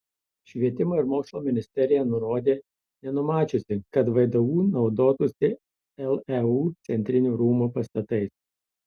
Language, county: Lithuanian, Tauragė